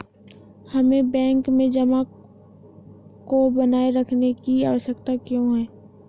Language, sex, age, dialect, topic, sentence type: Hindi, female, 18-24, Hindustani Malvi Khadi Boli, banking, question